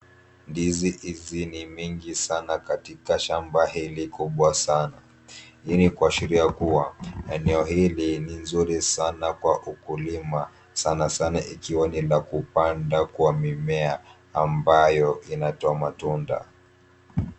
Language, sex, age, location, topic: Swahili, male, 18-24, Kisumu, agriculture